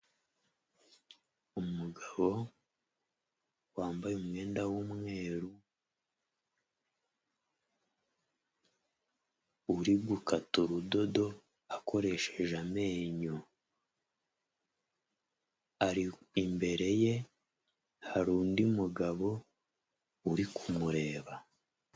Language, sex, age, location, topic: Kinyarwanda, male, 25-35, Huye, health